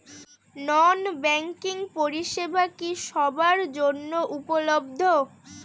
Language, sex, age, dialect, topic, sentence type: Bengali, female, 18-24, Northern/Varendri, banking, question